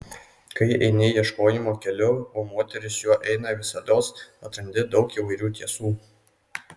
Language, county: Lithuanian, Kaunas